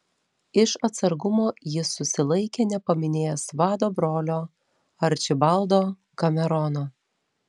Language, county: Lithuanian, Telšiai